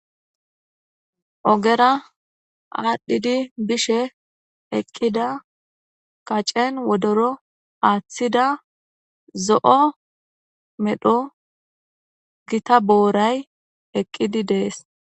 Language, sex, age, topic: Gamo, female, 25-35, agriculture